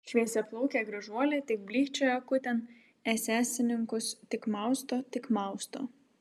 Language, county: Lithuanian, Vilnius